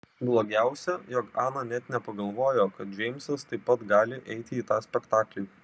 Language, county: Lithuanian, Vilnius